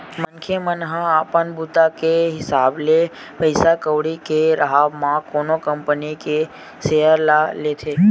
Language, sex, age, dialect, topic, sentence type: Chhattisgarhi, male, 18-24, Western/Budati/Khatahi, banking, statement